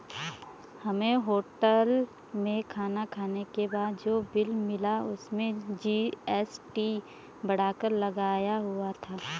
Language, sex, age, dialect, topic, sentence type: Hindi, female, 25-30, Garhwali, banking, statement